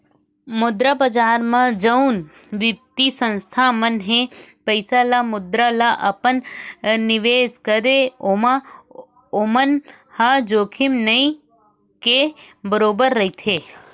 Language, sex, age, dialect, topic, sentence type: Chhattisgarhi, female, 36-40, Western/Budati/Khatahi, banking, statement